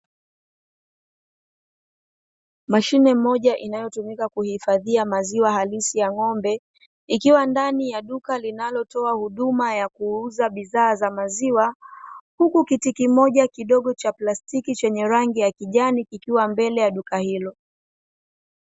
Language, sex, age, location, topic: Swahili, female, 25-35, Dar es Salaam, finance